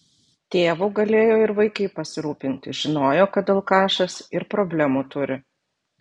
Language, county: Lithuanian, Vilnius